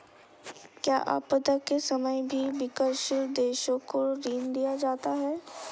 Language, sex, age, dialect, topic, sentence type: Hindi, female, 25-30, Hindustani Malvi Khadi Boli, banking, statement